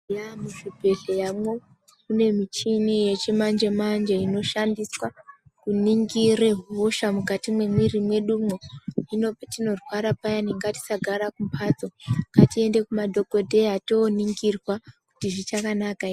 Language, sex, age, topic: Ndau, female, 25-35, health